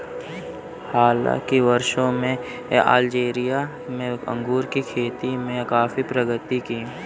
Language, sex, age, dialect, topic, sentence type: Hindi, male, 31-35, Kanauji Braj Bhasha, agriculture, statement